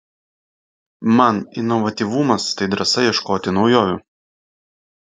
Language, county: Lithuanian, Vilnius